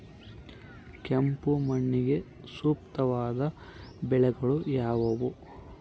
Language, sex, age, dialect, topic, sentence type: Kannada, male, 51-55, Central, agriculture, question